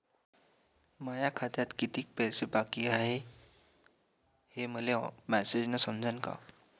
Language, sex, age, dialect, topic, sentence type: Marathi, male, 18-24, Varhadi, banking, question